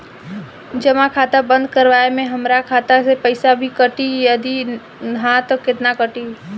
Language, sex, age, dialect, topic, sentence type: Bhojpuri, female, 25-30, Southern / Standard, banking, question